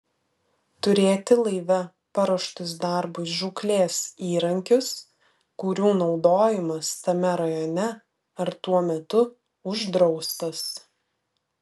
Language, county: Lithuanian, Vilnius